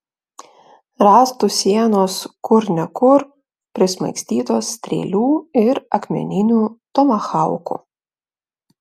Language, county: Lithuanian, Klaipėda